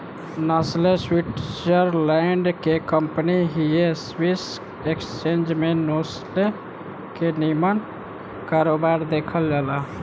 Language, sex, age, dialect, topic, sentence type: Bhojpuri, female, 18-24, Southern / Standard, banking, statement